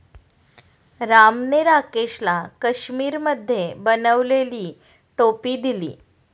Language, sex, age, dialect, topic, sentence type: Marathi, female, 36-40, Standard Marathi, agriculture, statement